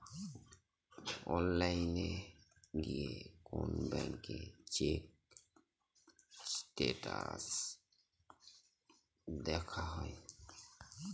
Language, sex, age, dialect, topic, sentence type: Bengali, male, 31-35, Northern/Varendri, banking, statement